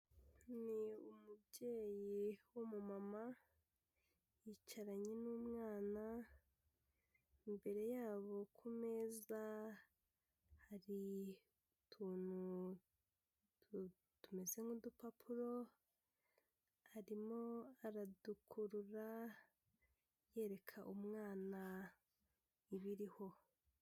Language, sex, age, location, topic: Kinyarwanda, female, 18-24, Kigali, health